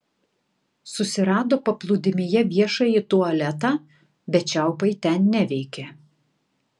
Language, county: Lithuanian, Tauragė